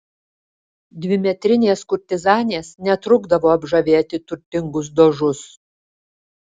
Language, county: Lithuanian, Alytus